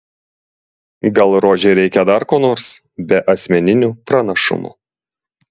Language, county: Lithuanian, Klaipėda